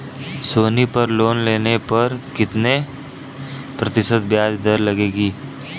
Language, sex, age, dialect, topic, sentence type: Hindi, male, 25-30, Kanauji Braj Bhasha, banking, question